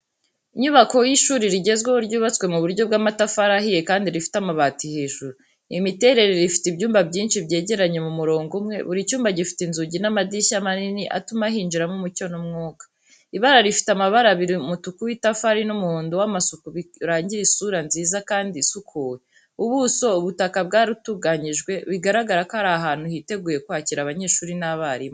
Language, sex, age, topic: Kinyarwanda, female, 18-24, education